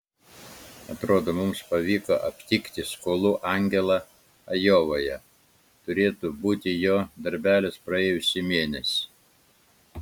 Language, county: Lithuanian, Klaipėda